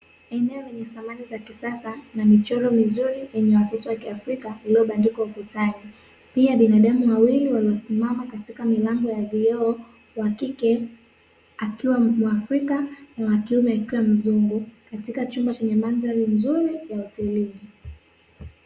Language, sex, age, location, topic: Swahili, female, 18-24, Dar es Salaam, finance